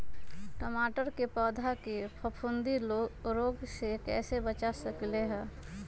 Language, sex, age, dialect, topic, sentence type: Magahi, female, 25-30, Western, agriculture, question